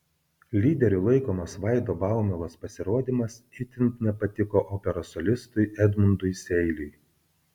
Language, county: Lithuanian, Kaunas